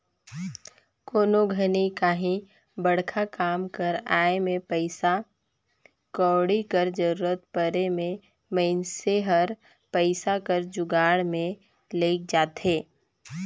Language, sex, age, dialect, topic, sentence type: Chhattisgarhi, female, 25-30, Northern/Bhandar, banking, statement